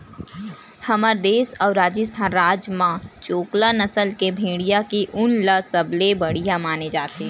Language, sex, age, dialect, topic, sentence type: Chhattisgarhi, female, 18-24, Western/Budati/Khatahi, agriculture, statement